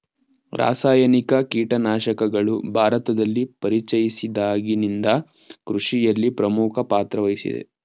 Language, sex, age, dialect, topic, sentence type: Kannada, male, 18-24, Mysore Kannada, agriculture, statement